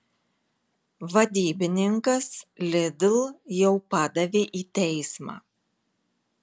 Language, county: Lithuanian, Marijampolė